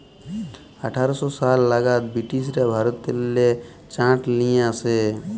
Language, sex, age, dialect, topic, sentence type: Bengali, male, 18-24, Jharkhandi, agriculture, statement